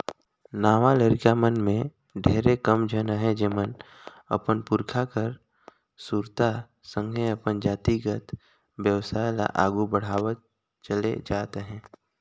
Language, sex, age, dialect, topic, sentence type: Chhattisgarhi, male, 25-30, Northern/Bhandar, banking, statement